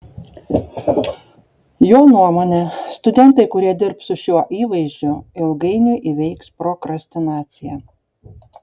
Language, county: Lithuanian, Šiauliai